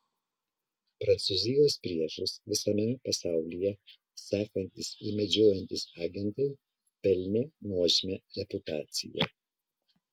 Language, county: Lithuanian, Kaunas